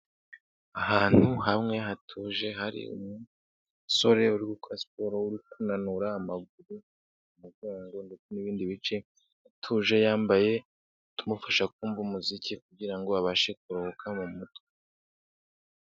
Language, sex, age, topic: Kinyarwanda, male, 18-24, health